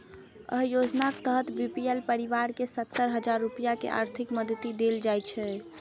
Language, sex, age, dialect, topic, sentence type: Maithili, female, 31-35, Eastern / Thethi, agriculture, statement